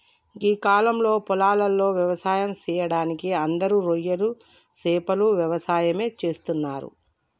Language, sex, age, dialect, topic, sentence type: Telugu, female, 25-30, Telangana, agriculture, statement